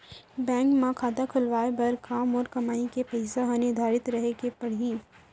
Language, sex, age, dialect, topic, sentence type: Chhattisgarhi, female, 18-24, Central, banking, question